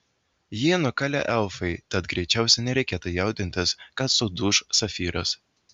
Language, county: Lithuanian, Vilnius